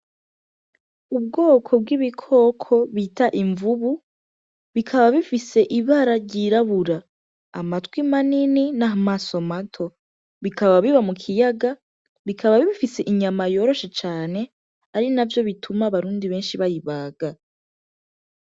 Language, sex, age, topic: Rundi, female, 18-24, agriculture